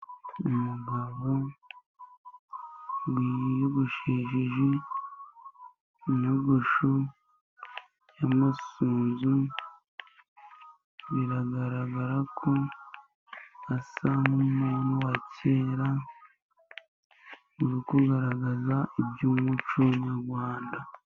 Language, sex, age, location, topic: Kinyarwanda, male, 18-24, Musanze, government